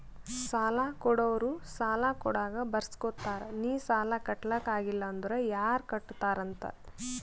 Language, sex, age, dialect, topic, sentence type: Kannada, female, 18-24, Northeastern, banking, statement